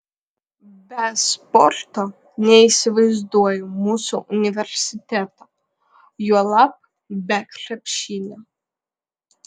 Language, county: Lithuanian, Vilnius